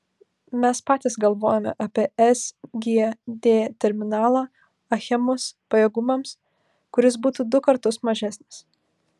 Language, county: Lithuanian, Vilnius